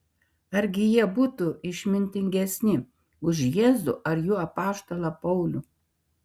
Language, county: Lithuanian, Šiauliai